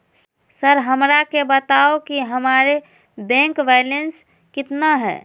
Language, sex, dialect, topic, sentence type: Magahi, female, Southern, banking, question